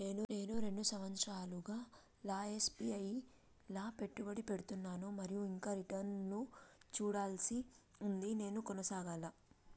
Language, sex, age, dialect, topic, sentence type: Telugu, female, 18-24, Telangana, banking, question